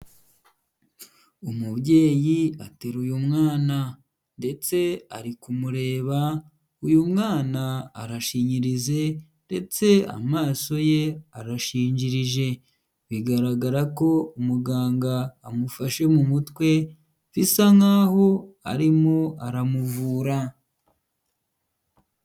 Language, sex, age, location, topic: Kinyarwanda, male, 25-35, Huye, health